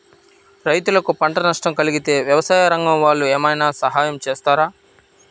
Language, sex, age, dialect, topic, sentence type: Telugu, male, 25-30, Central/Coastal, agriculture, question